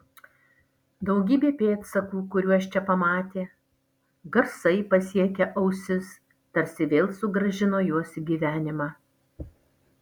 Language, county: Lithuanian, Alytus